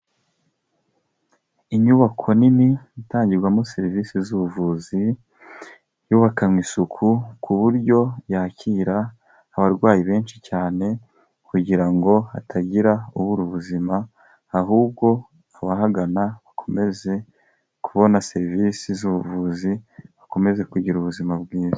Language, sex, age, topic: Kinyarwanda, male, 25-35, health